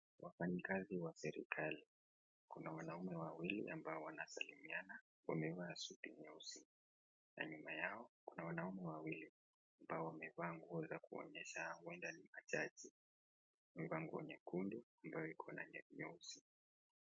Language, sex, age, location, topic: Swahili, male, 18-24, Kisii, government